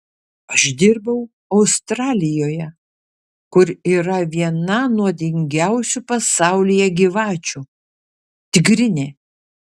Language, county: Lithuanian, Kaunas